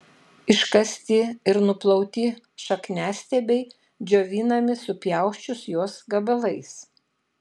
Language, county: Lithuanian, Šiauliai